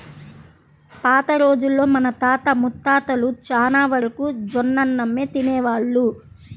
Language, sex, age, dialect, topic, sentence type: Telugu, female, 31-35, Central/Coastal, agriculture, statement